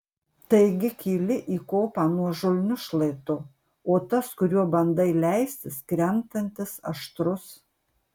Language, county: Lithuanian, Marijampolė